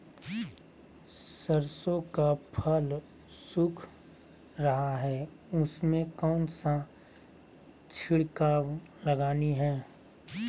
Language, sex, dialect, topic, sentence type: Magahi, male, Southern, agriculture, question